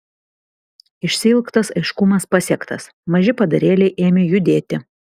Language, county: Lithuanian, Vilnius